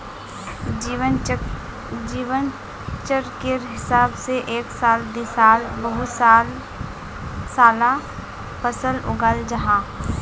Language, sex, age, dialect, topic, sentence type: Magahi, female, 25-30, Northeastern/Surjapuri, agriculture, statement